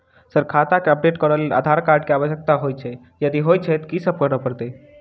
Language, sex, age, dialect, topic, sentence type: Maithili, male, 18-24, Southern/Standard, banking, question